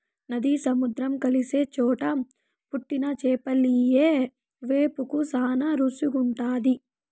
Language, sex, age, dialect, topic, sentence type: Telugu, female, 18-24, Southern, agriculture, statement